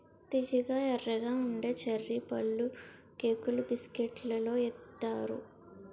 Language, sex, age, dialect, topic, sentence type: Telugu, female, 18-24, Utterandhra, agriculture, statement